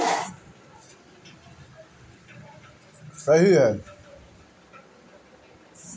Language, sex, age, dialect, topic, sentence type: Bhojpuri, male, 51-55, Northern, agriculture, statement